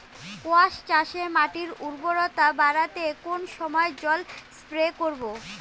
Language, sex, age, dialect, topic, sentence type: Bengali, female, 25-30, Rajbangshi, agriculture, question